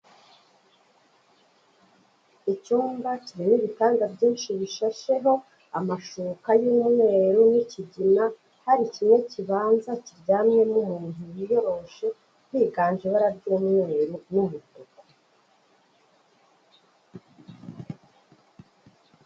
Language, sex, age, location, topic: Kinyarwanda, female, 36-49, Kigali, health